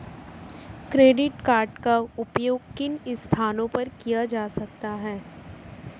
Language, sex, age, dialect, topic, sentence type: Hindi, female, 18-24, Marwari Dhudhari, banking, question